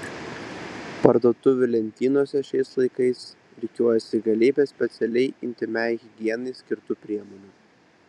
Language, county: Lithuanian, Vilnius